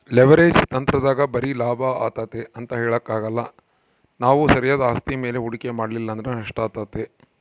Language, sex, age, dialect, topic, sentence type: Kannada, male, 56-60, Central, banking, statement